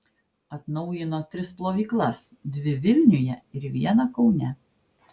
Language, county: Lithuanian, Klaipėda